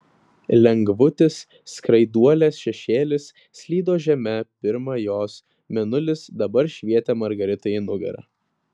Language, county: Lithuanian, Vilnius